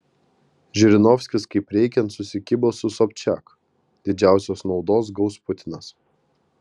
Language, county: Lithuanian, Kaunas